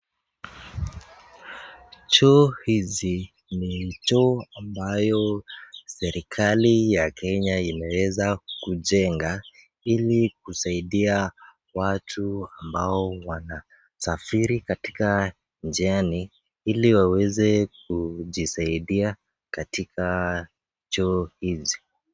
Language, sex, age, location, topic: Swahili, male, 18-24, Nakuru, health